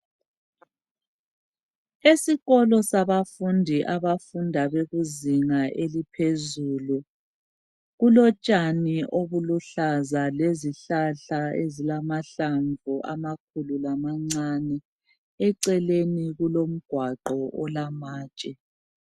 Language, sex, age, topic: North Ndebele, female, 36-49, education